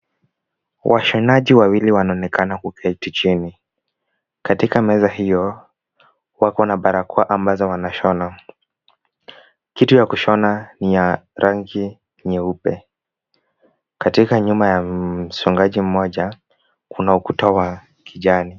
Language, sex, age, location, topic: Swahili, male, 18-24, Kisumu, health